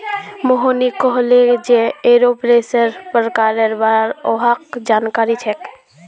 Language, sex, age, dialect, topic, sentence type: Magahi, female, 18-24, Northeastern/Surjapuri, agriculture, statement